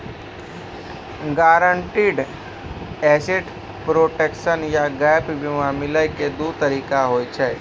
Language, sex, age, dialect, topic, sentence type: Maithili, male, 18-24, Angika, banking, statement